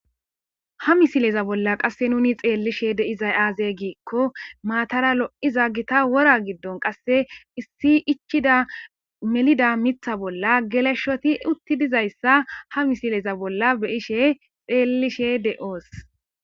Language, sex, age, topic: Gamo, female, 18-24, agriculture